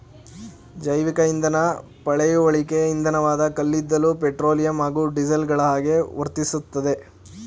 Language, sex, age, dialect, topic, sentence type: Kannada, female, 51-55, Mysore Kannada, agriculture, statement